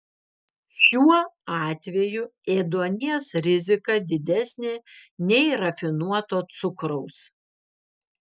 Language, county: Lithuanian, Vilnius